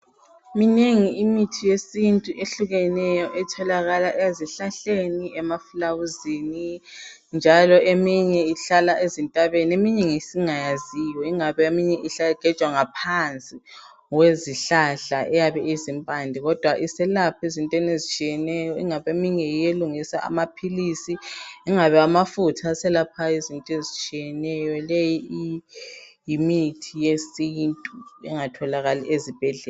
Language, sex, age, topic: North Ndebele, female, 18-24, health